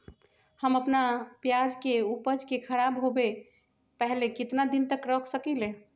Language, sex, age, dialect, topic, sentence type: Magahi, female, 36-40, Western, agriculture, question